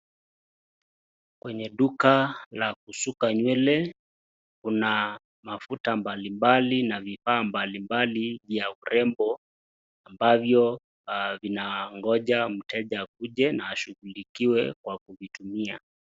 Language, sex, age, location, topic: Swahili, male, 25-35, Nakuru, finance